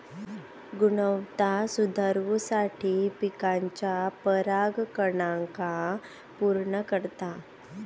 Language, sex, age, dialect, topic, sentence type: Marathi, female, 18-24, Southern Konkan, agriculture, statement